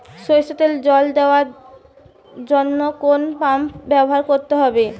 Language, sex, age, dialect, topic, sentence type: Bengali, female, 18-24, Western, agriculture, question